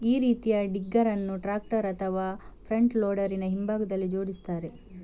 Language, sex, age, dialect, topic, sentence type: Kannada, female, 51-55, Coastal/Dakshin, agriculture, statement